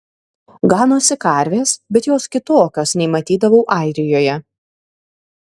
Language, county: Lithuanian, Kaunas